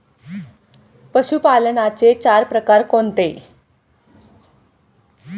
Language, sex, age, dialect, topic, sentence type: Marathi, female, 46-50, Standard Marathi, agriculture, question